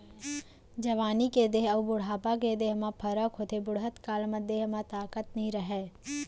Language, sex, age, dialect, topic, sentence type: Chhattisgarhi, female, 56-60, Central, banking, statement